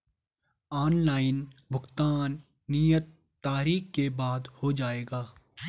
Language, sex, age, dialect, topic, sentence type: Hindi, male, 18-24, Garhwali, banking, question